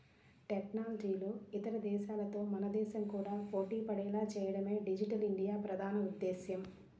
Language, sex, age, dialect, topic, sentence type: Telugu, female, 36-40, Central/Coastal, banking, statement